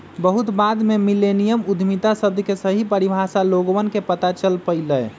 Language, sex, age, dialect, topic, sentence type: Magahi, male, 25-30, Western, banking, statement